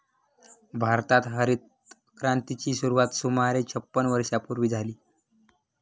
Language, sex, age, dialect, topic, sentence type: Marathi, male, 18-24, Standard Marathi, agriculture, statement